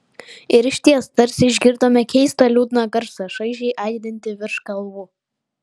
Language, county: Lithuanian, Vilnius